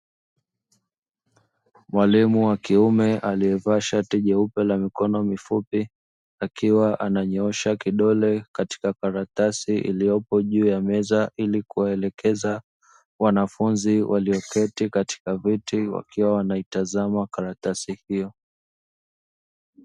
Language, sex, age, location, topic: Swahili, male, 25-35, Dar es Salaam, education